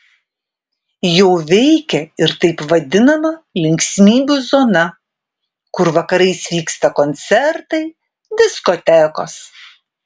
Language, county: Lithuanian, Vilnius